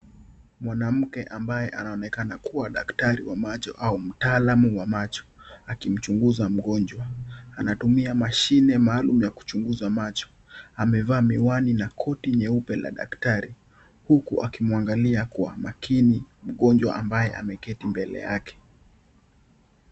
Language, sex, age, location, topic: Swahili, male, 18-24, Kisii, health